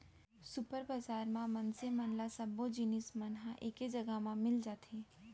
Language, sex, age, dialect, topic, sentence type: Chhattisgarhi, female, 18-24, Central, banking, statement